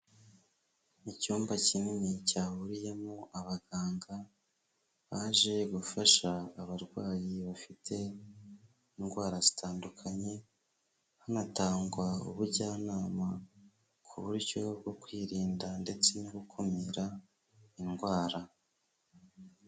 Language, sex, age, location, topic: Kinyarwanda, male, 25-35, Huye, health